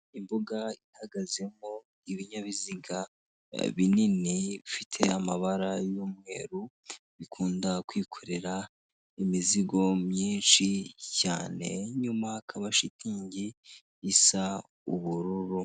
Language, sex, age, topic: Kinyarwanda, female, 18-24, government